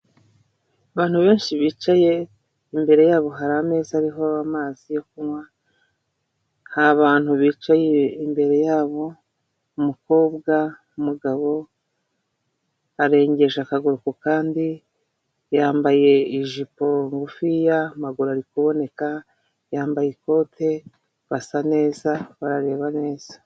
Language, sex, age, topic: Kinyarwanda, female, 36-49, government